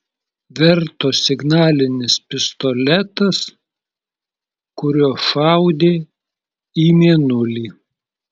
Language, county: Lithuanian, Klaipėda